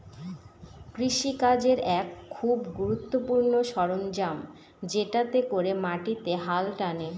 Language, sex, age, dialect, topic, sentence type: Bengali, female, 18-24, Northern/Varendri, agriculture, statement